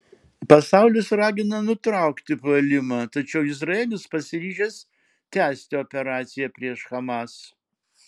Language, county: Lithuanian, Marijampolė